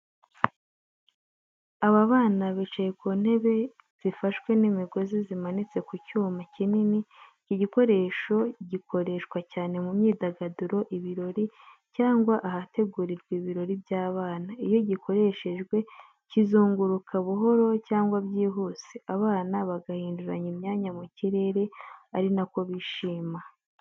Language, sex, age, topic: Kinyarwanda, female, 25-35, education